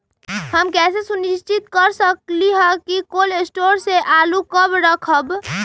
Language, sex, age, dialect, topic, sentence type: Magahi, female, 31-35, Western, agriculture, question